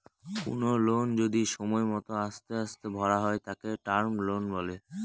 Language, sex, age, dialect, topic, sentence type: Bengali, male, <18, Northern/Varendri, banking, statement